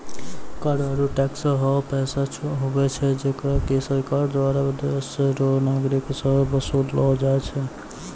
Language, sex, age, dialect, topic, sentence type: Maithili, male, 18-24, Angika, banking, statement